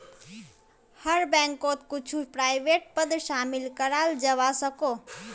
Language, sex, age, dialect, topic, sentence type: Magahi, female, 25-30, Northeastern/Surjapuri, banking, statement